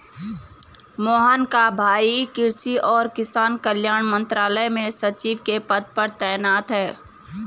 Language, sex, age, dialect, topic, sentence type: Hindi, female, 31-35, Garhwali, agriculture, statement